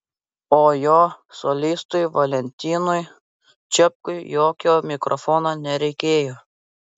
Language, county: Lithuanian, Vilnius